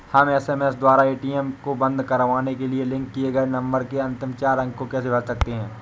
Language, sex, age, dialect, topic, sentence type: Hindi, male, 18-24, Awadhi Bundeli, banking, question